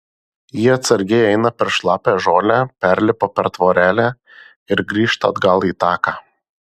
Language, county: Lithuanian, Marijampolė